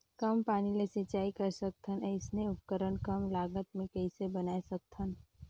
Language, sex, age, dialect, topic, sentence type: Chhattisgarhi, female, 31-35, Northern/Bhandar, agriculture, question